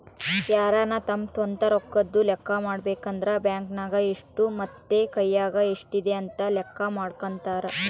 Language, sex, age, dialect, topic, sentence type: Kannada, female, 25-30, Central, banking, statement